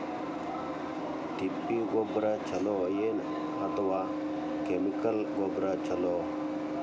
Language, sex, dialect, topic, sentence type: Kannada, male, Dharwad Kannada, agriculture, question